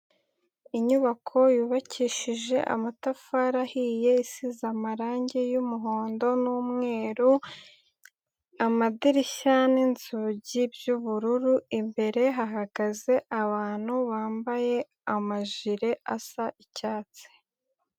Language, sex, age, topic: Kinyarwanda, female, 18-24, education